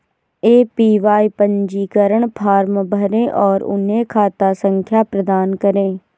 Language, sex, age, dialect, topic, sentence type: Hindi, female, 18-24, Awadhi Bundeli, banking, statement